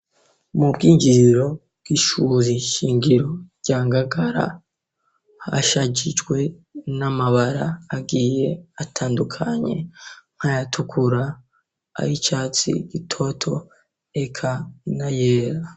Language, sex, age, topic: Rundi, male, 18-24, education